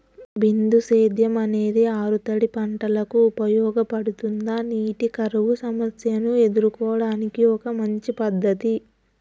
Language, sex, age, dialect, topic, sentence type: Telugu, female, 18-24, Telangana, agriculture, question